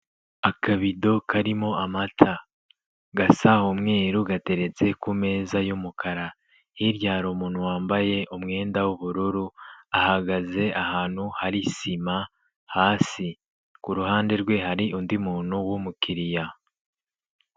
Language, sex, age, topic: Kinyarwanda, male, 25-35, finance